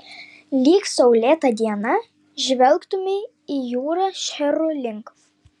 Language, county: Lithuanian, Vilnius